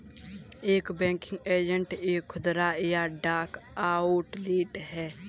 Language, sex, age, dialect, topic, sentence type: Hindi, male, 18-24, Kanauji Braj Bhasha, banking, statement